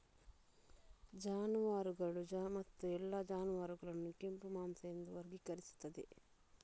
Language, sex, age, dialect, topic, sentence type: Kannada, female, 41-45, Coastal/Dakshin, agriculture, statement